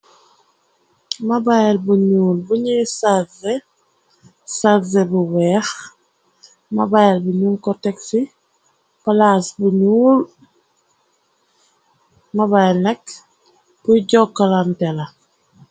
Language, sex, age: Wolof, female, 25-35